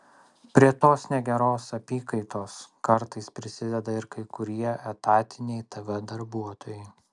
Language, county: Lithuanian, Vilnius